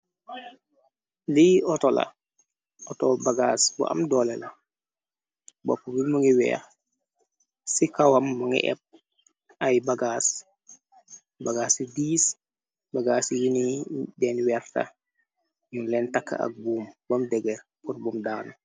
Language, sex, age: Wolof, male, 25-35